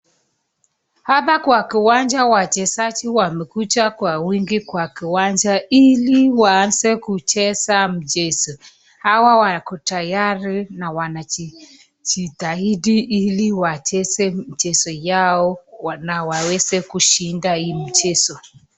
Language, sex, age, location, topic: Swahili, female, 25-35, Nakuru, government